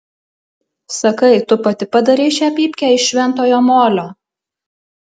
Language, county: Lithuanian, Alytus